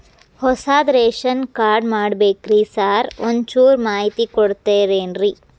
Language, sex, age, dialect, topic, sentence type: Kannada, female, 25-30, Dharwad Kannada, banking, question